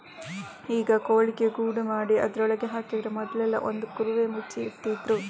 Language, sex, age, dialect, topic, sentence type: Kannada, female, 25-30, Coastal/Dakshin, agriculture, statement